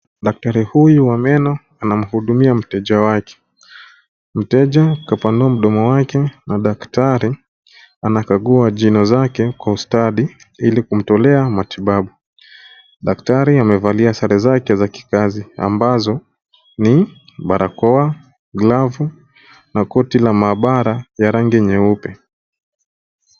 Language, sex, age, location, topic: Swahili, male, 25-35, Nairobi, health